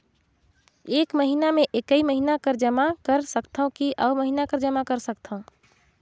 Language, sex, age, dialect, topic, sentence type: Chhattisgarhi, female, 18-24, Northern/Bhandar, banking, question